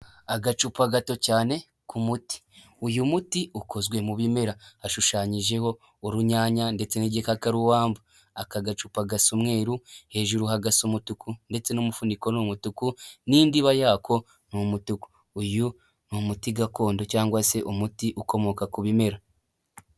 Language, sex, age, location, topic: Kinyarwanda, male, 18-24, Huye, health